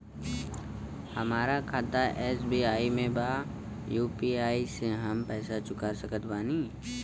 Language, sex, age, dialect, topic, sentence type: Bhojpuri, male, 18-24, Western, banking, question